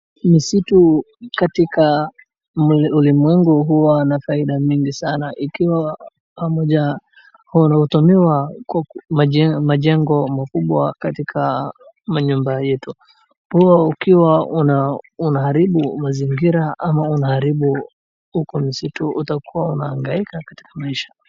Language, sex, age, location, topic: Swahili, male, 18-24, Wajir, education